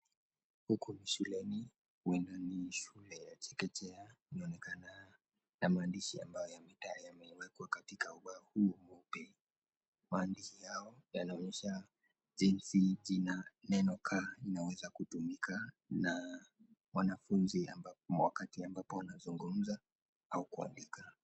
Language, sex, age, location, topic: Swahili, male, 18-24, Kisii, education